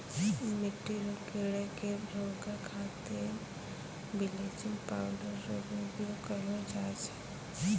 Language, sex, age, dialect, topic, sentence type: Maithili, female, 18-24, Angika, agriculture, statement